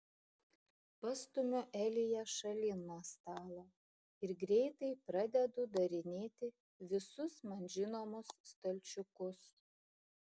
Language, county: Lithuanian, Šiauliai